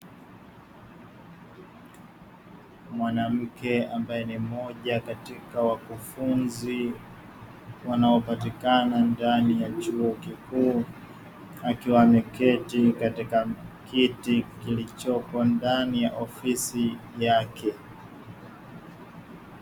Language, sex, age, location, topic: Swahili, male, 18-24, Dar es Salaam, education